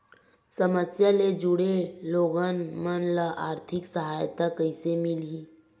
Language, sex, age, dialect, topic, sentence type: Chhattisgarhi, female, 18-24, Western/Budati/Khatahi, banking, question